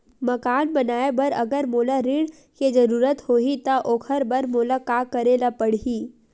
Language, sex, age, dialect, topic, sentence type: Chhattisgarhi, female, 18-24, Western/Budati/Khatahi, banking, question